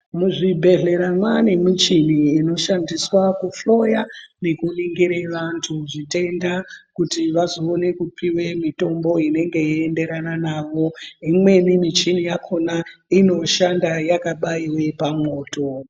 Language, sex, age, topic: Ndau, female, 36-49, health